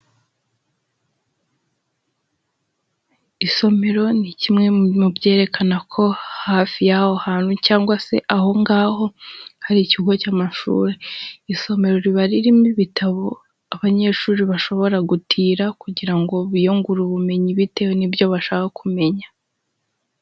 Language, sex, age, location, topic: Kinyarwanda, female, 18-24, Huye, education